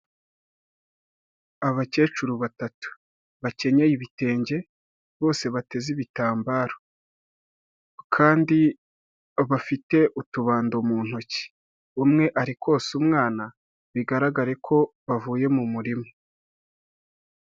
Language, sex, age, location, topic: Kinyarwanda, male, 25-35, Huye, health